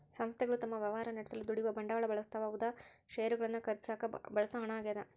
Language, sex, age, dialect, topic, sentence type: Kannada, female, 25-30, Central, banking, statement